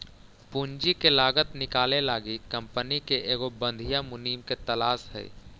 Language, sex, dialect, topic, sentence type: Magahi, male, Central/Standard, banking, statement